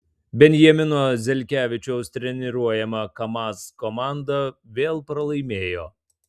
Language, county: Lithuanian, Tauragė